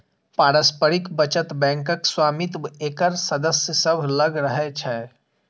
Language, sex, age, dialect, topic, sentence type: Maithili, female, 36-40, Eastern / Thethi, banking, statement